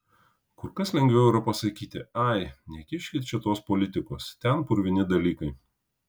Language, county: Lithuanian, Kaunas